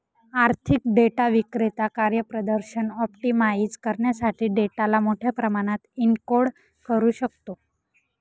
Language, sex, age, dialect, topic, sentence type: Marathi, female, 18-24, Northern Konkan, banking, statement